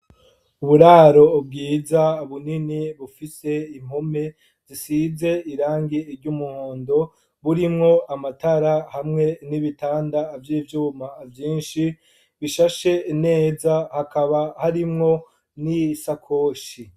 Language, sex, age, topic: Rundi, male, 25-35, education